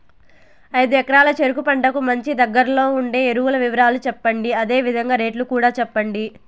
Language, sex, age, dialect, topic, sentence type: Telugu, female, 18-24, Southern, agriculture, question